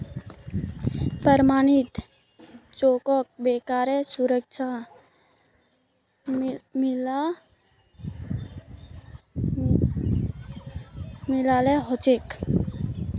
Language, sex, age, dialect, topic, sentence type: Magahi, female, 18-24, Northeastern/Surjapuri, banking, statement